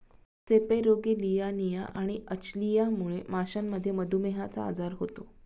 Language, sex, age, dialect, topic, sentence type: Marathi, female, 36-40, Standard Marathi, agriculture, statement